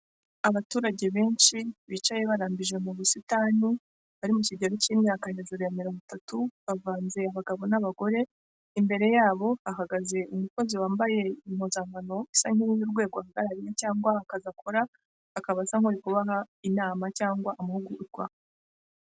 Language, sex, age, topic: Kinyarwanda, female, 25-35, government